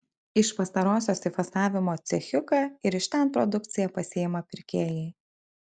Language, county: Lithuanian, Kaunas